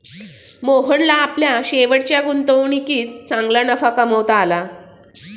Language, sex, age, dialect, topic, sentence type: Marathi, female, 36-40, Standard Marathi, banking, statement